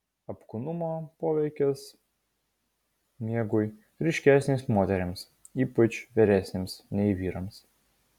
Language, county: Lithuanian, Vilnius